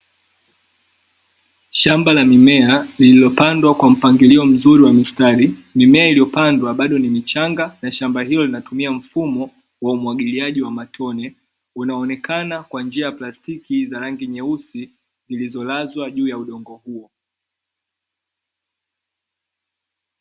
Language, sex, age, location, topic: Swahili, male, 25-35, Dar es Salaam, agriculture